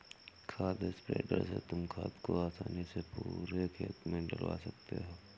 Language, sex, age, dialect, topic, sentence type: Hindi, male, 56-60, Awadhi Bundeli, agriculture, statement